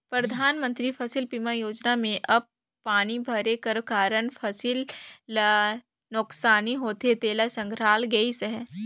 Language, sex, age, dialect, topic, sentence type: Chhattisgarhi, female, 18-24, Northern/Bhandar, agriculture, statement